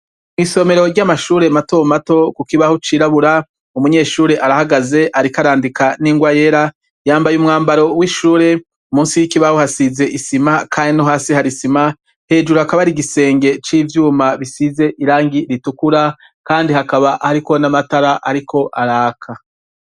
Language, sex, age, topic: Rundi, male, 36-49, education